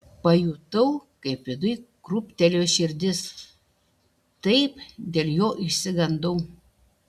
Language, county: Lithuanian, Šiauliai